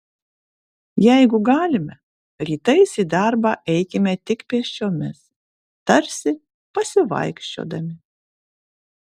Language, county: Lithuanian, Kaunas